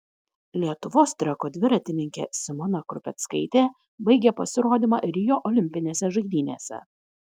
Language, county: Lithuanian, Kaunas